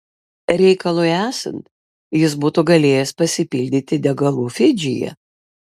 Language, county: Lithuanian, Vilnius